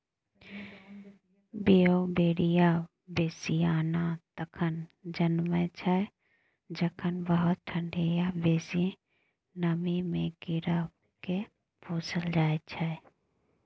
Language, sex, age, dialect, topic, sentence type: Maithili, female, 31-35, Bajjika, agriculture, statement